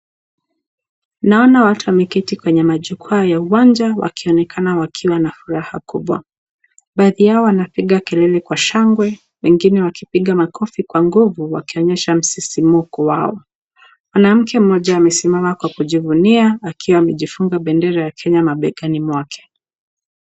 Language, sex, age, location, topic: Swahili, female, 18-24, Nakuru, government